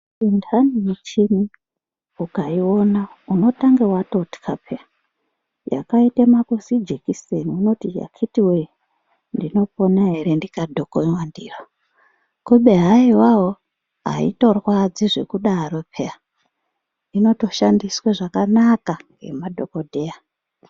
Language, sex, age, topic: Ndau, female, 36-49, health